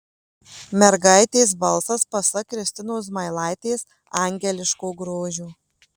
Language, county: Lithuanian, Marijampolė